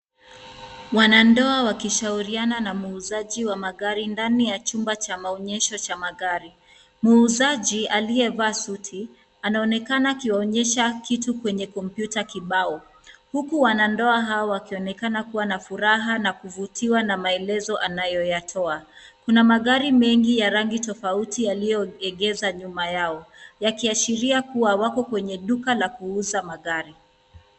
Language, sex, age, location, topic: Swahili, female, 25-35, Nairobi, finance